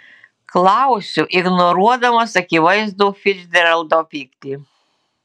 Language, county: Lithuanian, Utena